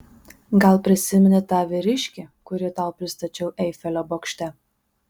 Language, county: Lithuanian, Vilnius